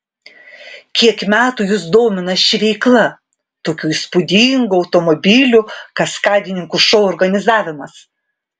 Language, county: Lithuanian, Vilnius